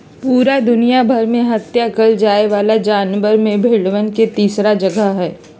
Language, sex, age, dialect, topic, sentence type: Magahi, female, 41-45, Western, agriculture, statement